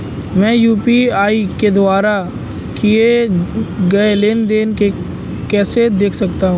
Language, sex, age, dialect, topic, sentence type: Hindi, male, 18-24, Marwari Dhudhari, banking, question